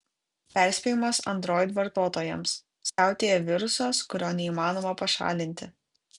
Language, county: Lithuanian, Kaunas